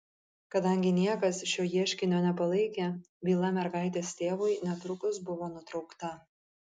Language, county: Lithuanian, Kaunas